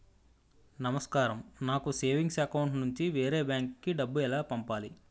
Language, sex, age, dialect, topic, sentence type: Telugu, male, 25-30, Utterandhra, banking, question